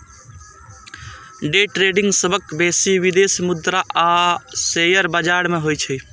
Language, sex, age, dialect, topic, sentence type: Maithili, male, 18-24, Eastern / Thethi, banking, statement